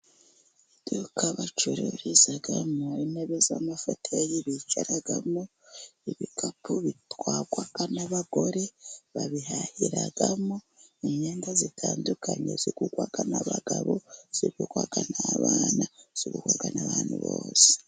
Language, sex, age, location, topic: Kinyarwanda, female, 50+, Musanze, finance